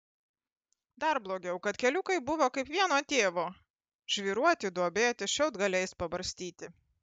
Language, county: Lithuanian, Panevėžys